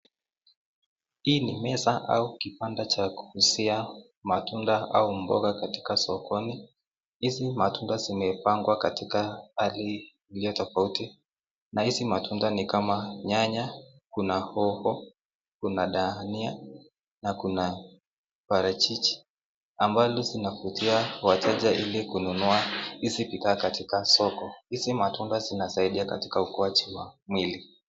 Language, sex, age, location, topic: Swahili, male, 18-24, Nakuru, finance